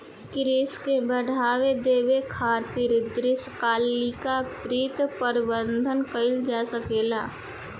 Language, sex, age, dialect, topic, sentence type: Bhojpuri, female, 18-24, Southern / Standard, banking, statement